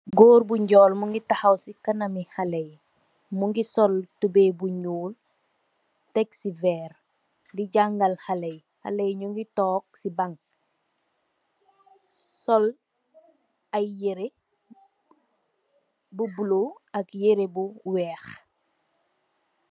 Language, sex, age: Wolof, female, 25-35